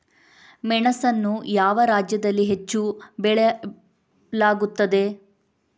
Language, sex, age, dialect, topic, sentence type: Kannada, female, 18-24, Coastal/Dakshin, agriculture, question